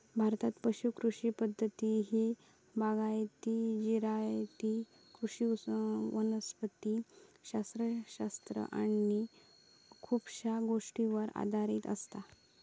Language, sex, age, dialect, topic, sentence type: Marathi, female, 18-24, Southern Konkan, agriculture, statement